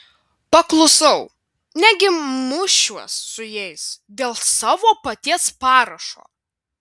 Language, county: Lithuanian, Vilnius